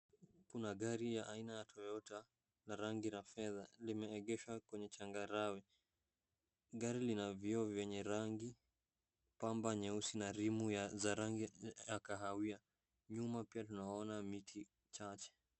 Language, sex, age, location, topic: Swahili, male, 18-24, Wajir, finance